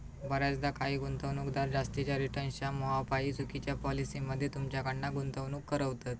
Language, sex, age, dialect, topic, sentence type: Marathi, female, 25-30, Southern Konkan, banking, statement